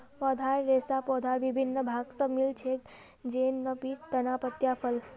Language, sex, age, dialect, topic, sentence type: Magahi, female, 36-40, Northeastern/Surjapuri, agriculture, statement